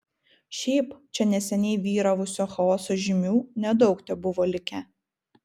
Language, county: Lithuanian, Vilnius